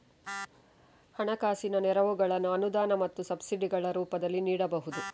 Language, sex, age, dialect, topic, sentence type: Kannada, female, 25-30, Coastal/Dakshin, agriculture, statement